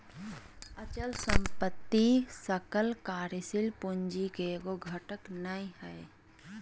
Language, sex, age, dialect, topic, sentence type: Magahi, female, 31-35, Southern, banking, statement